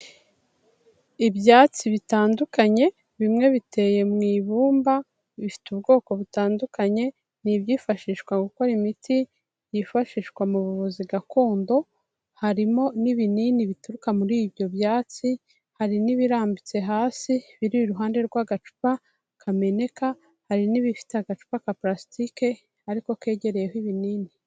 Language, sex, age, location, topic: Kinyarwanda, female, 36-49, Kigali, health